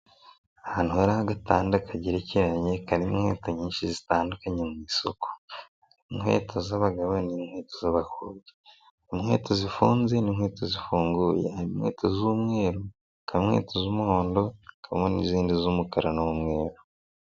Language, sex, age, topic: Kinyarwanda, female, 18-24, finance